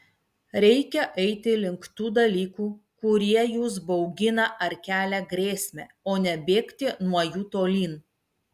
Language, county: Lithuanian, Vilnius